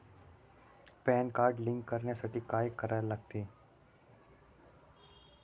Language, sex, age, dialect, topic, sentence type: Marathi, male, 18-24, Standard Marathi, banking, question